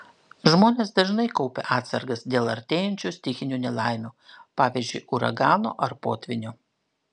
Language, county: Lithuanian, Klaipėda